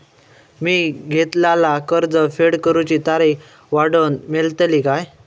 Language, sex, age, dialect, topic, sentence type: Marathi, male, 18-24, Southern Konkan, banking, question